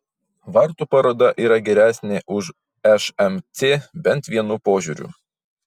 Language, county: Lithuanian, Vilnius